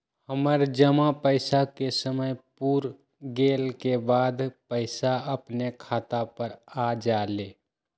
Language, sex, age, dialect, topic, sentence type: Magahi, male, 60-100, Western, banking, question